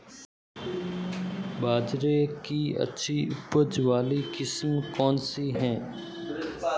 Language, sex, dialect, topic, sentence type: Hindi, male, Marwari Dhudhari, agriculture, question